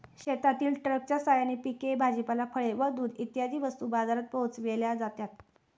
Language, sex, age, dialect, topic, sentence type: Marathi, female, 18-24, Standard Marathi, agriculture, statement